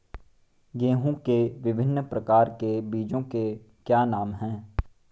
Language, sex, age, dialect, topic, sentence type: Hindi, male, 18-24, Marwari Dhudhari, agriculture, question